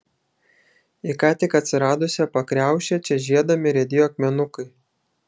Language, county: Lithuanian, Šiauliai